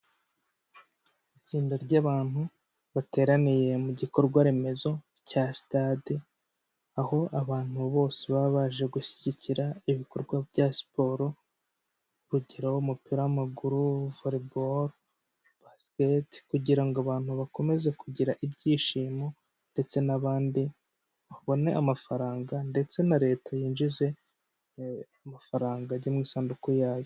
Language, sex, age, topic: Kinyarwanda, male, 25-35, government